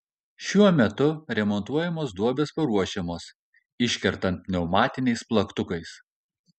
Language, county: Lithuanian, Kaunas